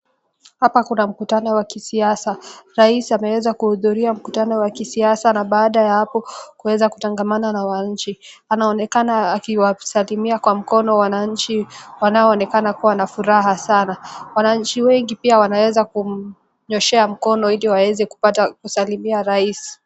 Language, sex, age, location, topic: Swahili, female, 18-24, Nakuru, government